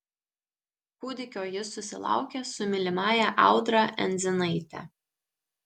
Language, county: Lithuanian, Tauragė